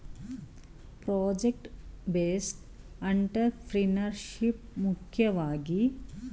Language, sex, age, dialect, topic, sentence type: Kannada, female, 36-40, Mysore Kannada, banking, statement